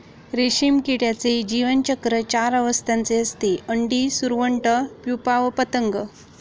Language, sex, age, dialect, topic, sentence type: Marathi, female, 36-40, Standard Marathi, agriculture, statement